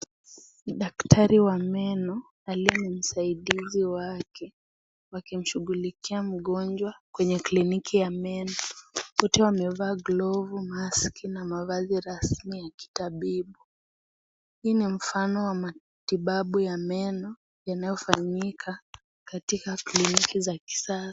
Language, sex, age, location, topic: Swahili, female, 18-24, Kisii, health